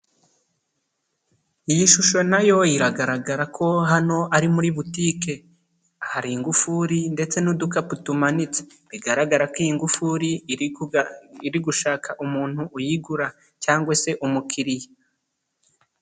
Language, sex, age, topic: Kinyarwanda, male, 25-35, finance